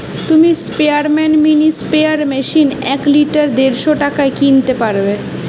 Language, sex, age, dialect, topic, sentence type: Bengali, female, 18-24, Western, agriculture, statement